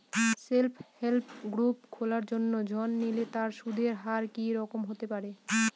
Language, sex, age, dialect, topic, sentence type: Bengali, female, 25-30, Northern/Varendri, banking, question